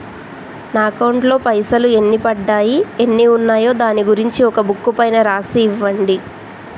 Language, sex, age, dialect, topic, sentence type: Telugu, male, 18-24, Telangana, banking, question